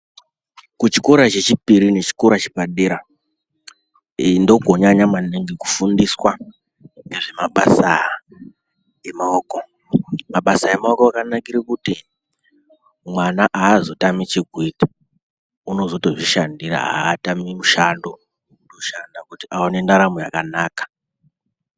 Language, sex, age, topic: Ndau, male, 18-24, education